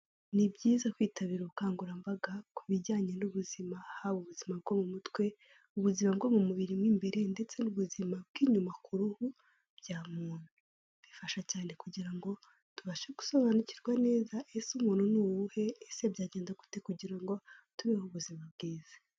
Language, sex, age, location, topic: Kinyarwanda, female, 18-24, Kigali, health